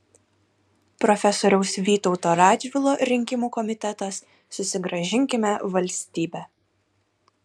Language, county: Lithuanian, Kaunas